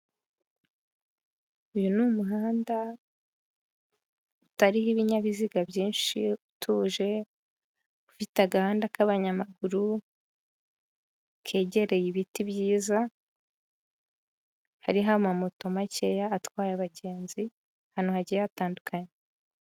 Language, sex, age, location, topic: Kinyarwanda, female, 18-24, Huye, government